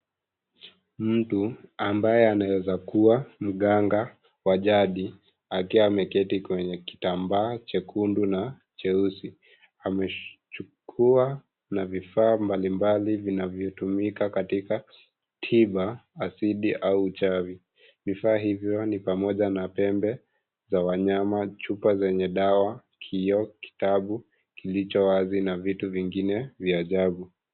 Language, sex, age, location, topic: Swahili, female, 25-35, Kisii, health